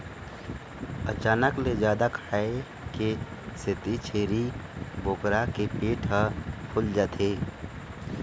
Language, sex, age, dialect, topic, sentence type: Chhattisgarhi, male, 25-30, Eastern, agriculture, statement